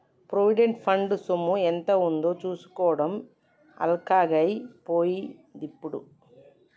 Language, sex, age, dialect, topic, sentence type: Telugu, male, 36-40, Telangana, banking, statement